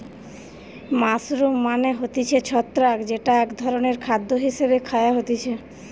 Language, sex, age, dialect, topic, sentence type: Bengali, female, 25-30, Western, agriculture, statement